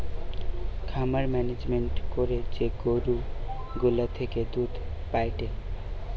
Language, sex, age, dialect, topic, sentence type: Bengali, male, 18-24, Western, agriculture, statement